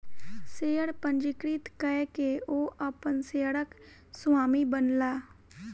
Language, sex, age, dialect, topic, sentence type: Maithili, female, 18-24, Southern/Standard, banking, statement